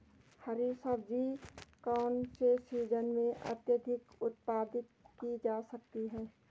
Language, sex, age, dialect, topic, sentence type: Hindi, female, 46-50, Garhwali, agriculture, question